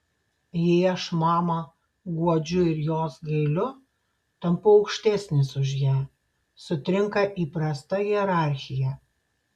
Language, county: Lithuanian, Šiauliai